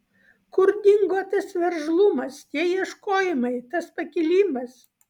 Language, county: Lithuanian, Vilnius